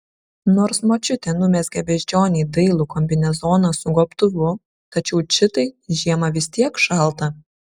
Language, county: Lithuanian, Šiauliai